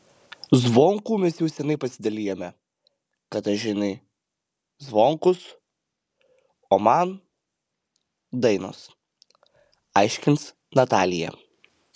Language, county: Lithuanian, Panevėžys